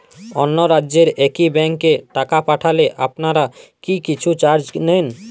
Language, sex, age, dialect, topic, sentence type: Bengali, male, 18-24, Jharkhandi, banking, question